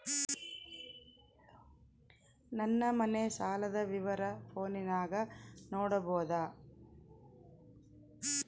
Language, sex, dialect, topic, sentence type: Kannada, female, Central, banking, question